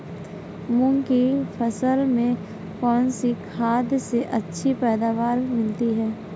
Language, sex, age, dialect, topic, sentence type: Hindi, female, 18-24, Marwari Dhudhari, agriculture, question